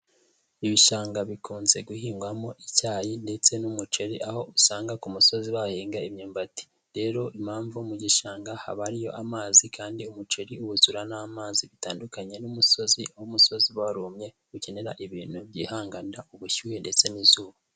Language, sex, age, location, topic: Kinyarwanda, male, 18-24, Huye, agriculture